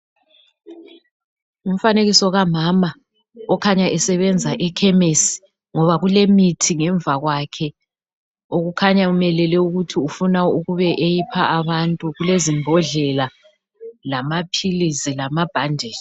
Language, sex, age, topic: North Ndebele, male, 36-49, health